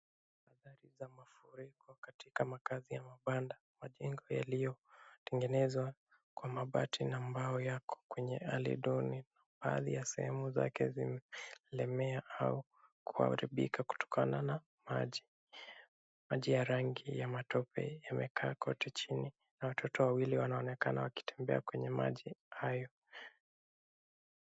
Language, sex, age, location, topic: Swahili, male, 25-35, Kisumu, health